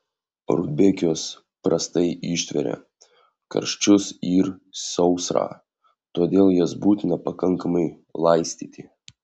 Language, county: Lithuanian, Vilnius